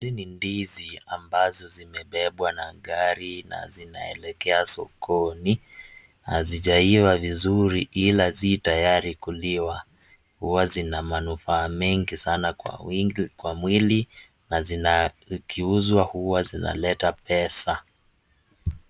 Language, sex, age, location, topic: Swahili, male, 18-24, Kisii, agriculture